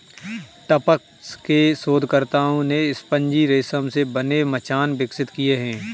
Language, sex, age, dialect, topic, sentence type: Hindi, male, 18-24, Kanauji Braj Bhasha, agriculture, statement